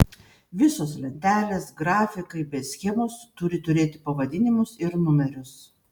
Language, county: Lithuanian, Panevėžys